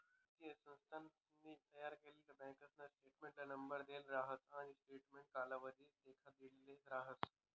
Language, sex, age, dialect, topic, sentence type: Marathi, male, 25-30, Northern Konkan, banking, statement